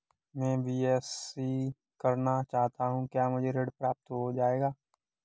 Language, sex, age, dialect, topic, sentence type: Hindi, male, 18-24, Kanauji Braj Bhasha, banking, question